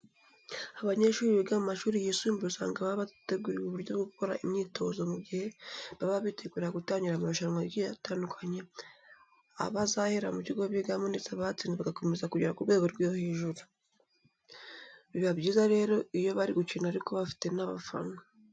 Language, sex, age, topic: Kinyarwanda, female, 18-24, education